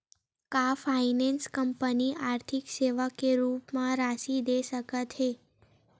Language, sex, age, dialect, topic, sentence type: Chhattisgarhi, female, 18-24, Western/Budati/Khatahi, banking, question